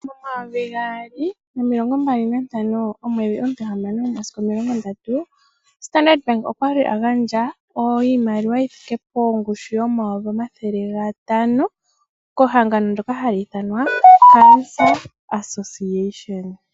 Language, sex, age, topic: Oshiwambo, female, 18-24, finance